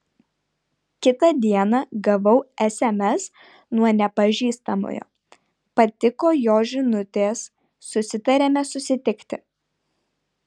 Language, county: Lithuanian, Vilnius